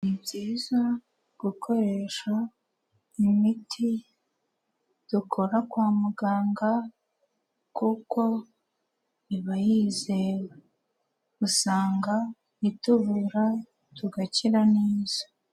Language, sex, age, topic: Kinyarwanda, female, 18-24, health